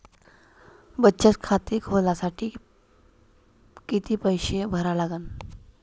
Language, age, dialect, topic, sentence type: Marathi, 18-24, Varhadi, banking, question